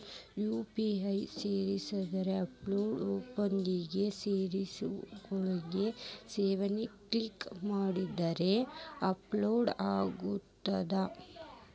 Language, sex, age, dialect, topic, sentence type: Kannada, female, 18-24, Dharwad Kannada, banking, statement